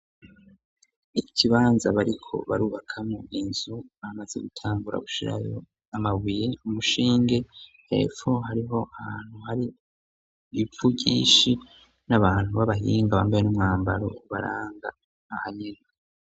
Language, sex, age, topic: Rundi, male, 25-35, education